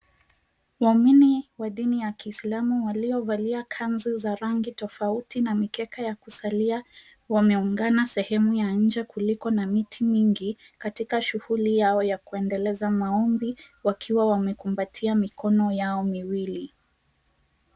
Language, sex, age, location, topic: Swahili, female, 25-35, Mombasa, government